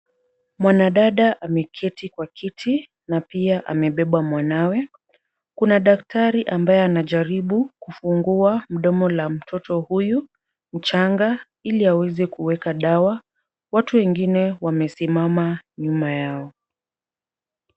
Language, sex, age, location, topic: Swahili, female, 36-49, Kisumu, health